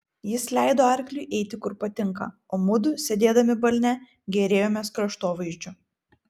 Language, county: Lithuanian, Vilnius